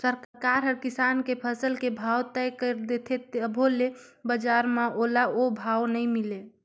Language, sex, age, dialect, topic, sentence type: Chhattisgarhi, female, 18-24, Northern/Bhandar, agriculture, statement